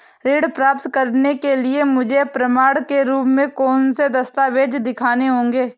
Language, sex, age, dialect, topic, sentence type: Hindi, female, 18-24, Awadhi Bundeli, banking, statement